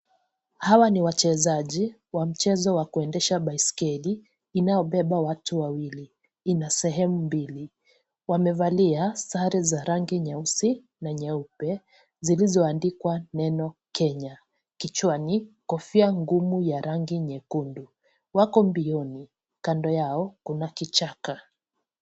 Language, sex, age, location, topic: Swahili, female, 25-35, Kisii, education